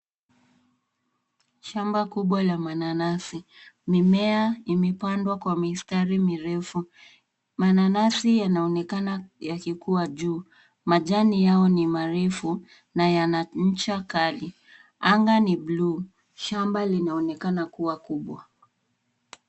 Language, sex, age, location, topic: Swahili, female, 18-24, Nairobi, agriculture